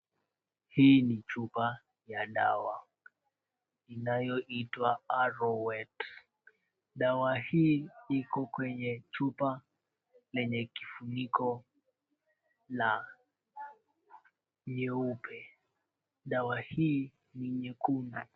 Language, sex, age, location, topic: Swahili, female, 36-49, Kisumu, health